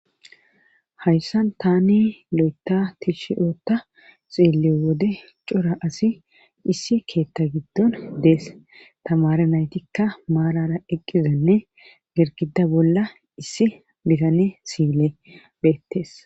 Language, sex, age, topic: Gamo, female, 36-49, government